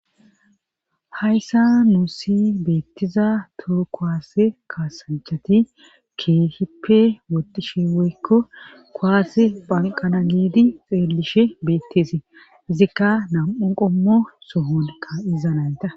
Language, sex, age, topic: Gamo, female, 25-35, government